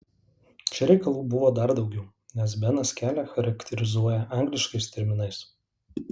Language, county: Lithuanian, Alytus